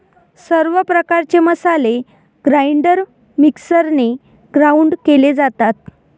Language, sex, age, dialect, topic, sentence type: Marathi, female, 18-24, Varhadi, agriculture, statement